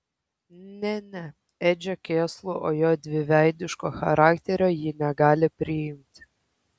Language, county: Lithuanian, Kaunas